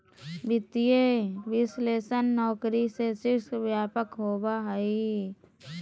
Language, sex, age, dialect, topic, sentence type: Magahi, female, 31-35, Southern, banking, statement